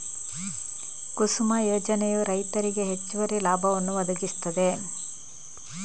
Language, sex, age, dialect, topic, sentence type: Kannada, female, 25-30, Coastal/Dakshin, agriculture, statement